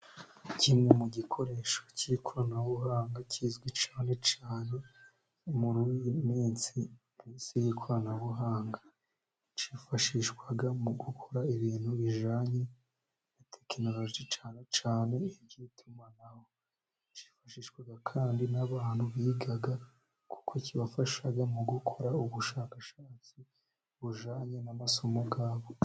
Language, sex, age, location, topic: Kinyarwanda, female, 50+, Musanze, government